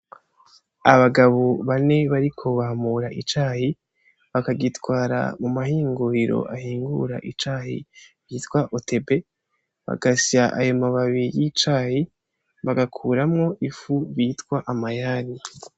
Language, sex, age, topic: Rundi, female, 18-24, agriculture